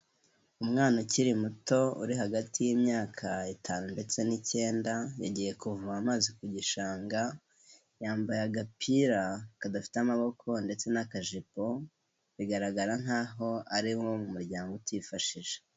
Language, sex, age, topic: Kinyarwanda, male, 18-24, health